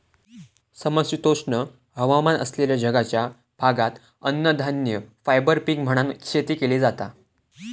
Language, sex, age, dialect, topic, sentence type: Marathi, male, 18-24, Southern Konkan, agriculture, statement